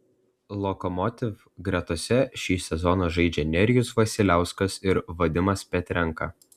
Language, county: Lithuanian, Klaipėda